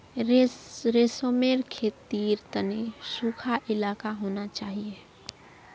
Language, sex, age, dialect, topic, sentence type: Magahi, female, 25-30, Northeastern/Surjapuri, agriculture, statement